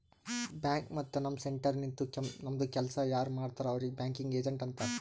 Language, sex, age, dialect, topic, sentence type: Kannada, male, 31-35, Northeastern, banking, statement